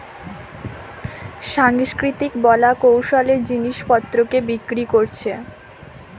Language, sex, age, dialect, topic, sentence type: Bengali, female, 18-24, Western, banking, statement